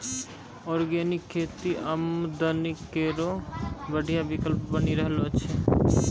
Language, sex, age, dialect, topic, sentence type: Maithili, male, 18-24, Angika, agriculture, statement